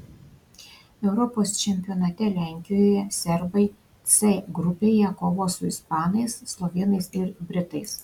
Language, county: Lithuanian, Šiauliai